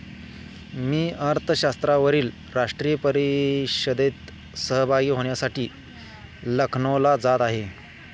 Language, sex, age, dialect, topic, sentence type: Marathi, male, 18-24, Standard Marathi, banking, statement